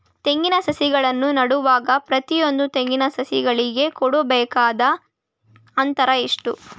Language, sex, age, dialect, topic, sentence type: Kannada, female, 18-24, Mysore Kannada, agriculture, question